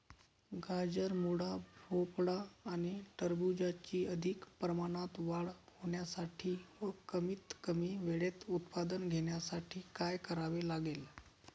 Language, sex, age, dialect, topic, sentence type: Marathi, male, 31-35, Northern Konkan, agriculture, question